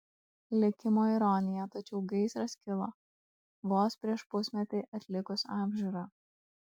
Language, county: Lithuanian, Kaunas